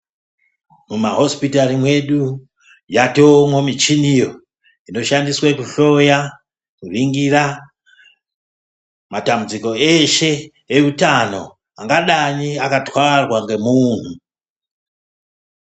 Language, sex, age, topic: Ndau, male, 50+, health